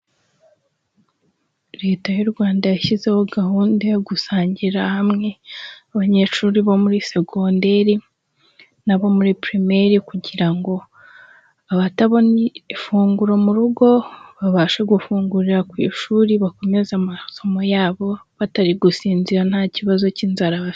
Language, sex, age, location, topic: Kinyarwanda, female, 18-24, Huye, education